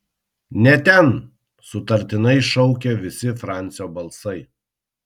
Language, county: Lithuanian, Kaunas